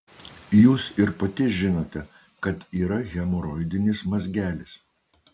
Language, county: Lithuanian, Utena